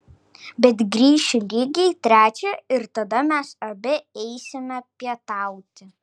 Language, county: Lithuanian, Kaunas